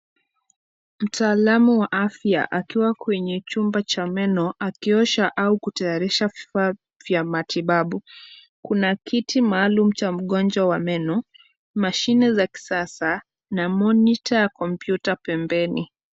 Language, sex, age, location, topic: Swahili, female, 25-35, Kisumu, health